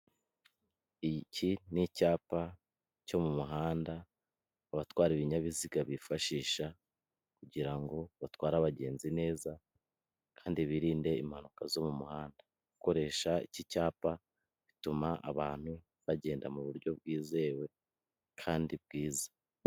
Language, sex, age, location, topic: Kinyarwanda, male, 25-35, Kigali, government